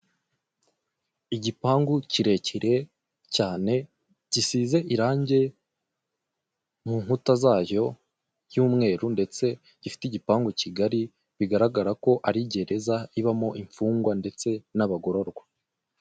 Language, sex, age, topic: Kinyarwanda, male, 18-24, government